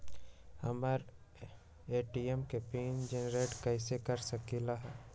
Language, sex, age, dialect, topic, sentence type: Magahi, male, 18-24, Western, banking, question